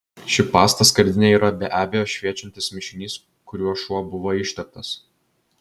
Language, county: Lithuanian, Vilnius